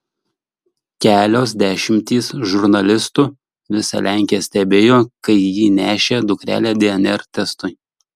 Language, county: Lithuanian, Šiauliai